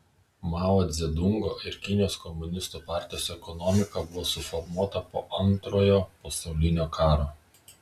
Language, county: Lithuanian, Vilnius